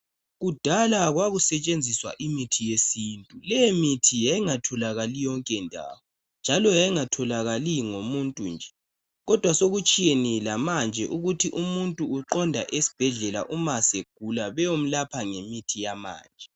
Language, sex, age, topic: North Ndebele, male, 18-24, health